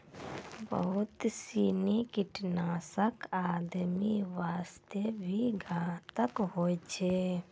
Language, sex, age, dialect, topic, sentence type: Maithili, female, 56-60, Angika, agriculture, statement